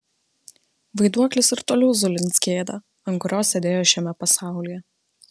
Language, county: Lithuanian, Vilnius